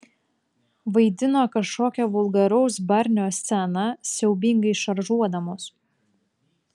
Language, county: Lithuanian, Klaipėda